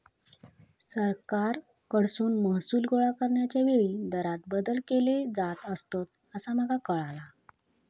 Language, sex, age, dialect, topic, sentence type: Marathi, female, 25-30, Southern Konkan, banking, statement